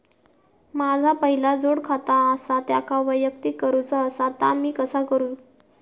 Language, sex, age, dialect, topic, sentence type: Marathi, female, 18-24, Southern Konkan, banking, question